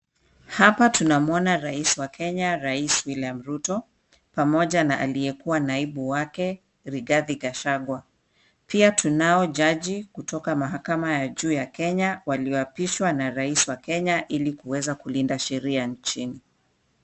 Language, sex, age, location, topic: Swahili, female, 36-49, Kisumu, government